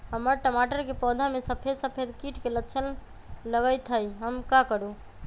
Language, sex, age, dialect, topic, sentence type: Magahi, male, 25-30, Western, agriculture, question